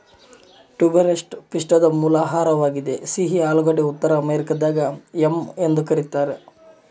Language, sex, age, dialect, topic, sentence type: Kannada, male, 18-24, Central, agriculture, statement